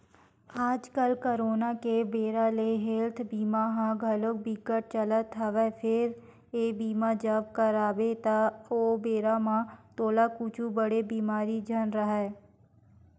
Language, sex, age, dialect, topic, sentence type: Chhattisgarhi, female, 25-30, Western/Budati/Khatahi, banking, statement